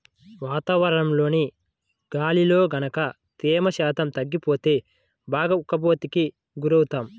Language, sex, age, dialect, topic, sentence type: Telugu, male, 25-30, Central/Coastal, agriculture, statement